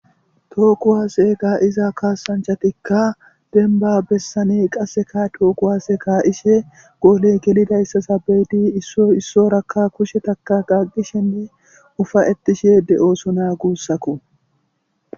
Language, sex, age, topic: Gamo, male, 18-24, government